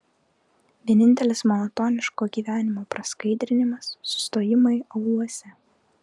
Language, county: Lithuanian, Klaipėda